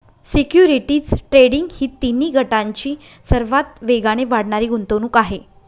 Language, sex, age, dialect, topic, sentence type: Marathi, female, 25-30, Northern Konkan, banking, statement